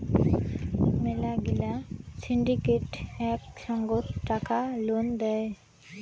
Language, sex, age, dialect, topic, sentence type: Bengali, female, 18-24, Rajbangshi, banking, statement